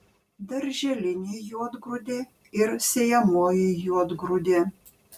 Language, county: Lithuanian, Panevėžys